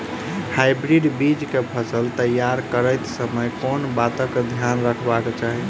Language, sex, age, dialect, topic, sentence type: Maithili, male, 25-30, Southern/Standard, agriculture, question